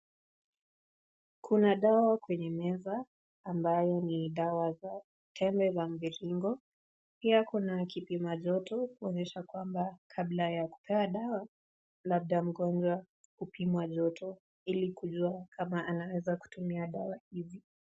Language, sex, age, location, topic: Swahili, female, 18-24, Nakuru, health